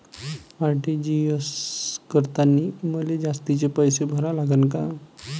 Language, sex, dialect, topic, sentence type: Marathi, male, Varhadi, banking, question